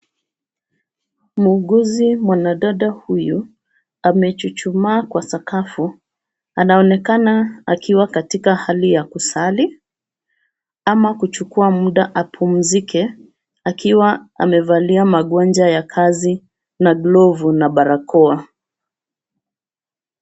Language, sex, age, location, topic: Swahili, female, 36-49, Nairobi, health